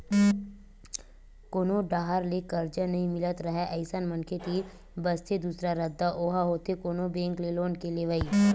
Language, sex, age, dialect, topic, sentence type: Chhattisgarhi, female, 25-30, Western/Budati/Khatahi, banking, statement